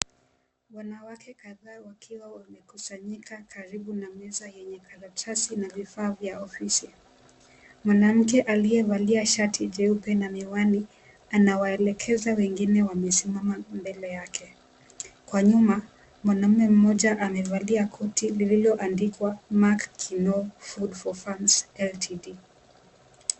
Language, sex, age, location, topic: Swahili, female, 25-35, Mombasa, government